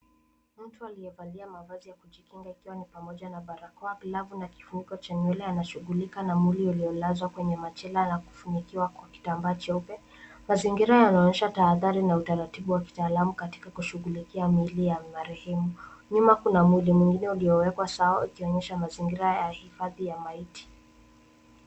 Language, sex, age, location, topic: Swahili, female, 18-24, Nairobi, health